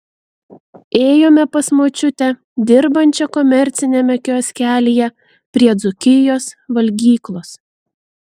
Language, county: Lithuanian, Vilnius